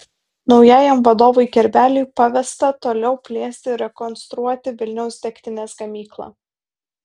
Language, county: Lithuanian, Vilnius